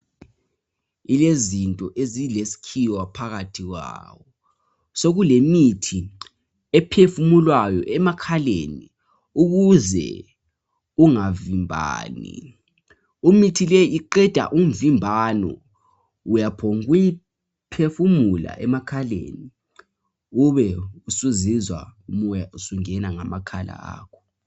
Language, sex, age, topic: North Ndebele, male, 18-24, health